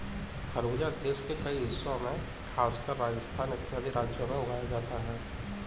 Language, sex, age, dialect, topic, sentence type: Hindi, male, 18-24, Kanauji Braj Bhasha, agriculture, statement